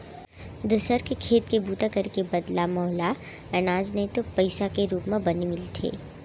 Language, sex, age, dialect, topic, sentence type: Chhattisgarhi, female, 36-40, Central, agriculture, statement